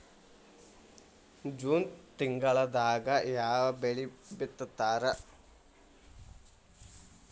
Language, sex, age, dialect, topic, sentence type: Kannada, male, 18-24, Dharwad Kannada, agriculture, question